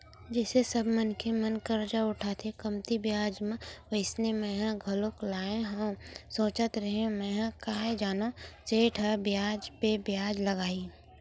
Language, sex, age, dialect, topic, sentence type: Chhattisgarhi, female, 18-24, Western/Budati/Khatahi, banking, statement